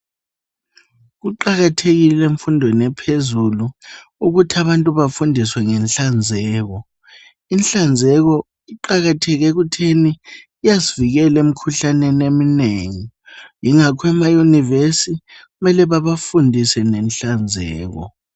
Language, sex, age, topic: North Ndebele, female, 25-35, education